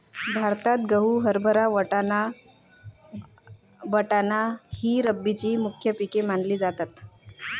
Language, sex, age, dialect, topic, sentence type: Marathi, male, 31-35, Varhadi, agriculture, statement